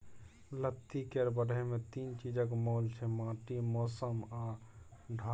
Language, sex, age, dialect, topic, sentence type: Maithili, male, 31-35, Bajjika, agriculture, statement